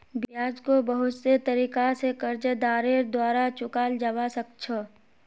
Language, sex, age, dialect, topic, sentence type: Magahi, female, 46-50, Northeastern/Surjapuri, banking, statement